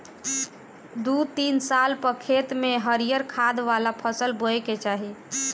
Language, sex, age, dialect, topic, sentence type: Bhojpuri, female, 18-24, Northern, agriculture, statement